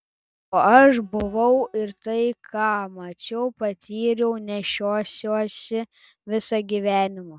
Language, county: Lithuanian, Telšiai